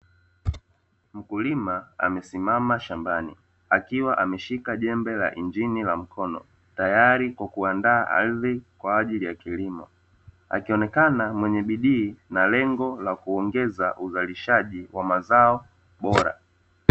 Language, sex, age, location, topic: Swahili, male, 25-35, Dar es Salaam, agriculture